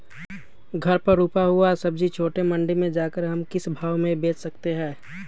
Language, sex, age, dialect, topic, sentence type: Magahi, male, 18-24, Western, agriculture, question